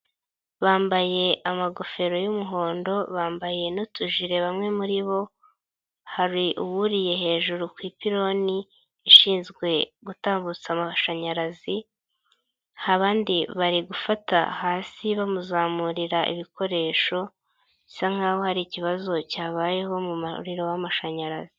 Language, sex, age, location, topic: Kinyarwanda, female, 18-24, Nyagatare, government